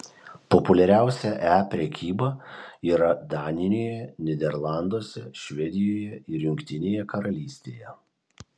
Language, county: Lithuanian, Kaunas